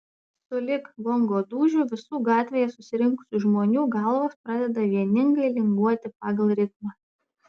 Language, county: Lithuanian, Panevėžys